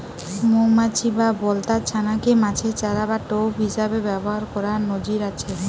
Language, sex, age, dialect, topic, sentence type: Bengali, female, 18-24, Western, agriculture, statement